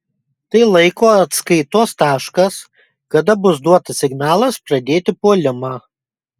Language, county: Lithuanian, Kaunas